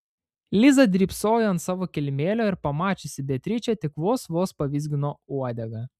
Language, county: Lithuanian, Panevėžys